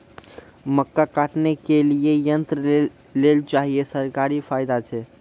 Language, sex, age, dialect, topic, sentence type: Maithili, male, 46-50, Angika, agriculture, question